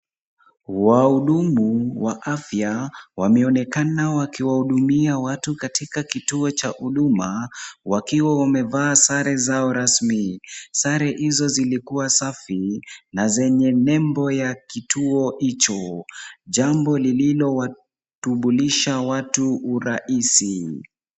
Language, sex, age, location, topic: Swahili, male, 18-24, Kisumu, government